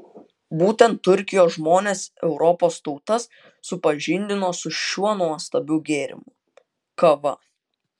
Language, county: Lithuanian, Utena